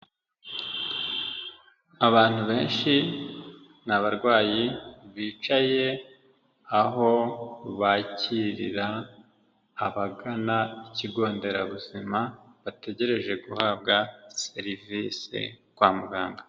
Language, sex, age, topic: Kinyarwanda, male, 25-35, health